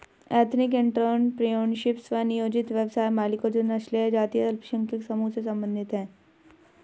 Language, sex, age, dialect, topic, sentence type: Hindi, female, 25-30, Hindustani Malvi Khadi Boli, banking, statement